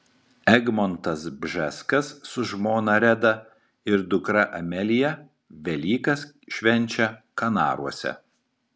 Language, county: Lithuanian, Marijampolė